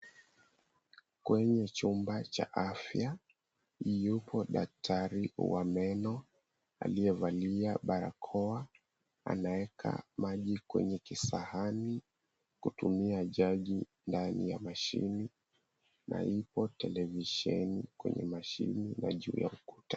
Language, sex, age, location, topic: Swahili, female, 25-35, Mombasa, health